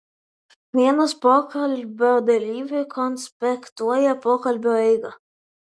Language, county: Lithuanian, Vilnius